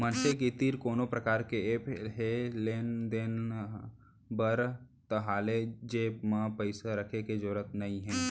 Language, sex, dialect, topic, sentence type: Chhattisgarhi, male, Central, banking, statement